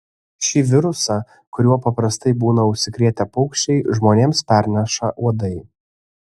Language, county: Lithuanian, Kaunas